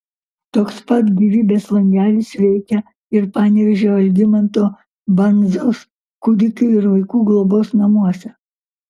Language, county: Lithuanian, Kaunas